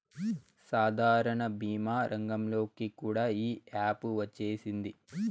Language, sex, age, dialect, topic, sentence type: Telugu, male, 18-24, Southern, banking, statement